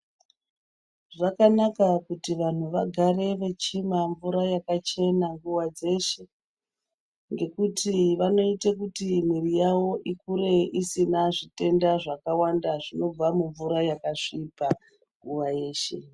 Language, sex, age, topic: Ndau, female, 36-49, health